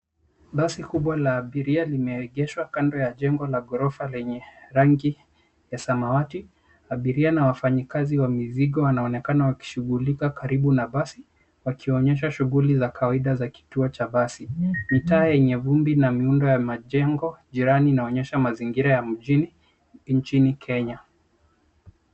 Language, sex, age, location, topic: Swahili, male, 25-35, Nairobi, government